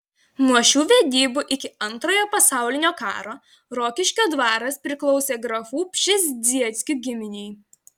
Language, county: Lithuanian, Vilnius